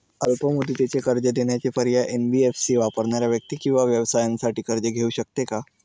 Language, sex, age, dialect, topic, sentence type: Marathi, male, 18-24, Northern Konkan, banking, question